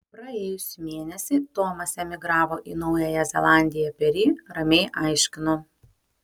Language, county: Lithuanian, Panevėžys